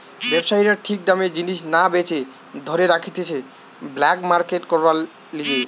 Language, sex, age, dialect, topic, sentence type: Bengali, male, 18-24, Western, banking, statement